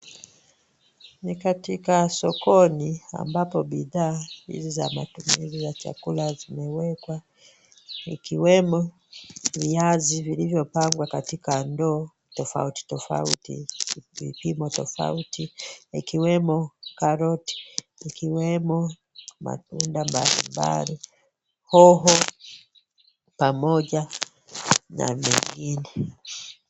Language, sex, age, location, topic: Swahili, female, 25-35, Kisumu, finance